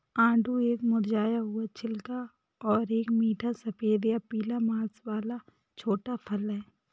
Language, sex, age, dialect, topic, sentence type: Hindi, female, 18-24, Awadhi Bundeli, agriculture, statement